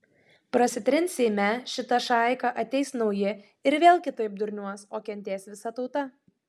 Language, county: Lithuanian, Klaipėda